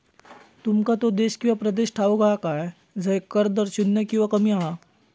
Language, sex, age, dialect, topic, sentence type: Marathi, male, 18-24, Southern Konkan, banking, statement